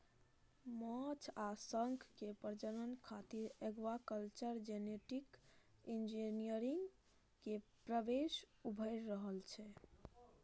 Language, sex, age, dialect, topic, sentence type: Maithili, male, 31-35, Eastern / Thethi, agriculture, statement